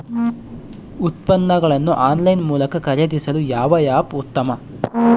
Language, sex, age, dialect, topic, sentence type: Kannada, male, 25-30, Central, agriculture, question